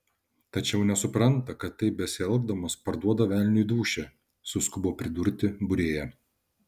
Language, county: Lithuanian, Šiauliai